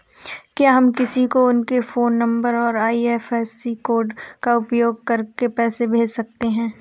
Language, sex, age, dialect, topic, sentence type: Hindi, female, 18-24, Awadhi Bundeli, banking, question